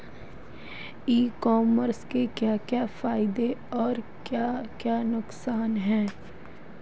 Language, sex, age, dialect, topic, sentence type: Hindi, female, 18-24, Marwari Dhudhari, agriculture, question